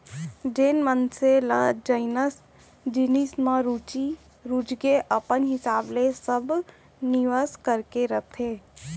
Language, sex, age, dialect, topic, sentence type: Chhattisgarhi, female, 18-24, Central, banking, statement